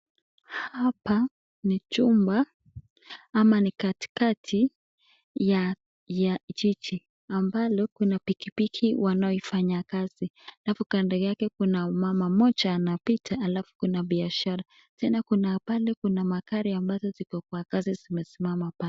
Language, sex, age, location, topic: Swahili, female, 18-24, Nakuru, government